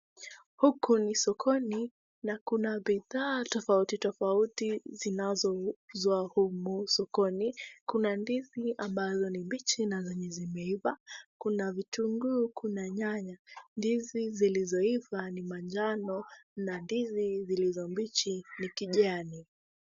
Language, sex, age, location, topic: Swahili, female, 18-24, Wajir, agriculture